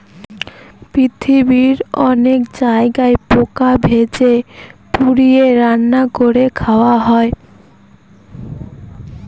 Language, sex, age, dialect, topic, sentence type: Bengali, female, 18-24, Northern/Varendri, agriculture, statement